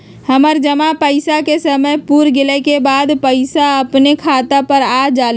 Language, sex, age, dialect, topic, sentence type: Magahi, female, 31-35, Western, banking, question